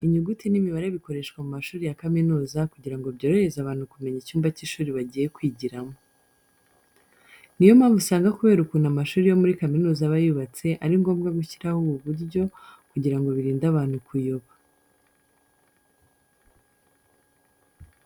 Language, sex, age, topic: Kinyarwanda, female, 25-35, education